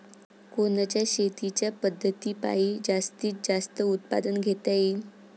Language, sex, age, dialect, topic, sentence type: Marathi, female, 46-50, Varhadi, agriculture, question